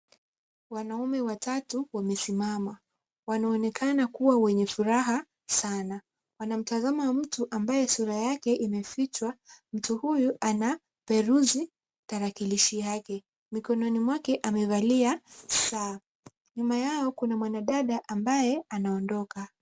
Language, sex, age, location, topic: Swahili, female, 18-24, Kisumu, government